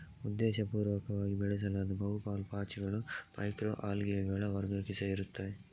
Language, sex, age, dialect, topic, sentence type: Kannada, male, 31-35, Coastal/Dakshin, agriculture, statement